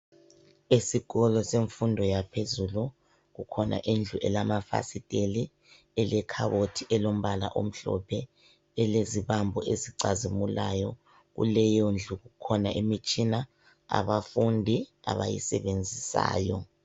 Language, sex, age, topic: North Ndebele, male, 25-35, education